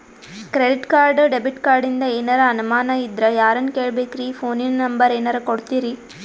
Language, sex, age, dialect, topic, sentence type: Kannada, female, 18-24, Northeastern, banking, question